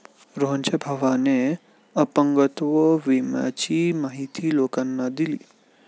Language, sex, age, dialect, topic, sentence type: Marathi, male, 18-24, Standard Marathi, banking, statement